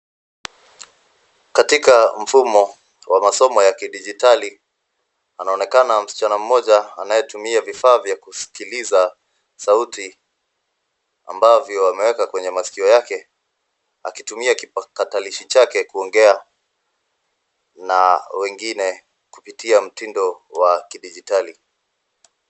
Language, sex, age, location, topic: Swahili, male, 25-35, Nairobi, education